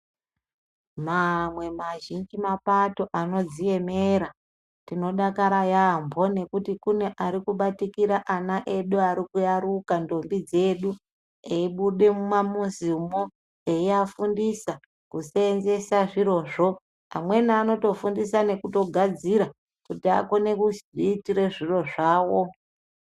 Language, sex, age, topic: Ndau, female, 25-35, health